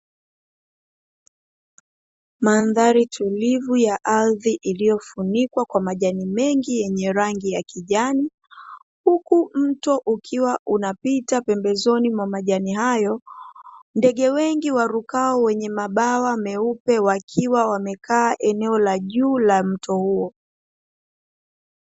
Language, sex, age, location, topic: Swahili, female, 25-35, Dar es Salaam, agriculture